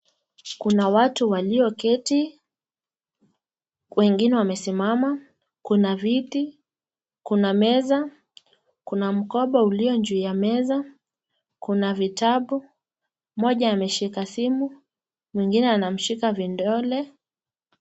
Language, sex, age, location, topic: Swahili, female, 18-24, Nakuru, government